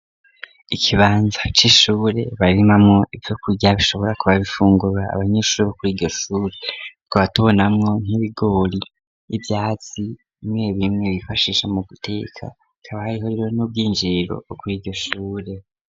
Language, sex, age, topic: Rundi, male, 18-24, education